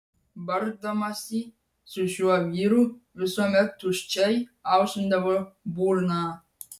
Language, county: Lithuanian, Vilnius